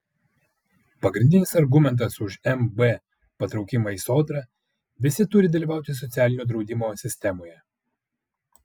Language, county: Lithuanian, Vilnius